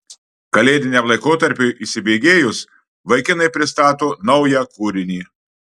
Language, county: Lithuanian, Marijampolė